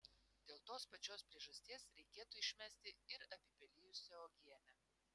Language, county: Lithuanian, Vilnius